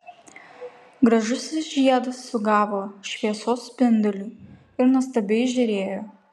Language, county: Lithuanian, Kaunas